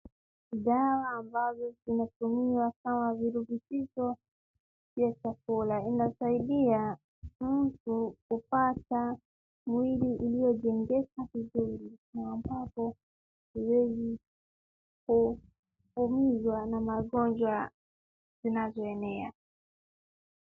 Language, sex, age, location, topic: Swahili, female, 18-24, Wajir, health